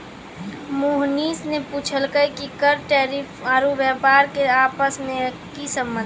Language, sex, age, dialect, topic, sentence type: Maithili, female, 18-24, Angika, banking, statement